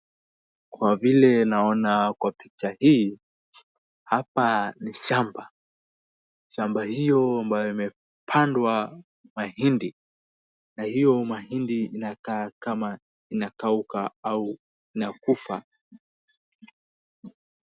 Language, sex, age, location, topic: Swahili, male, 18-24, Wajir, agriculture